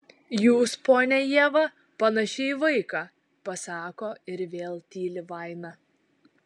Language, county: Lithuanian, Šiauliai